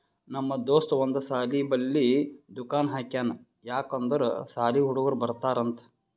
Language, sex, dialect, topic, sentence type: Kannada, male, Northeastern, banking, statement